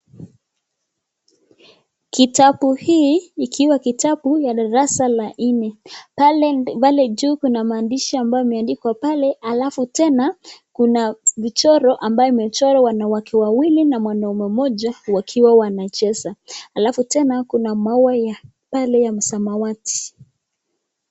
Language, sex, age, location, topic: Swahili, female, 25-35, Nakuru, education